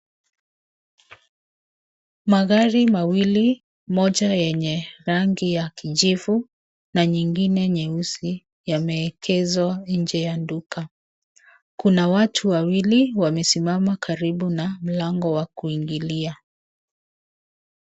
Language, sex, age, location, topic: Swahili, female, 36-49, Nairobi, finance